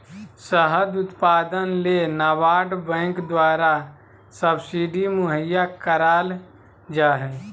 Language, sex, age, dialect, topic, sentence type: Magahi, male, 25-30, Southern, agriculture, statement